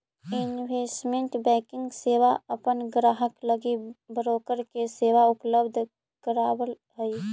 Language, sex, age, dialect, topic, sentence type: Magahi, female, 18-24, Central/Standard, banking, statement